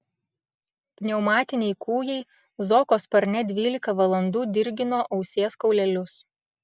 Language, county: Lithuanian, Šiauliai